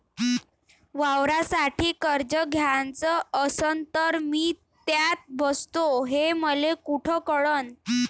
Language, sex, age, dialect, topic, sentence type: Marathi, female, 18-24, Varhadi, banking, question